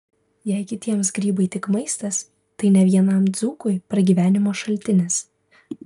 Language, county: Lithuanian, Vilnius